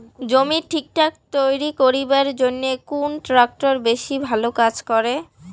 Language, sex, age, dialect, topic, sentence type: Bengali, female, 18-24, Rajbangshi, agriculture, question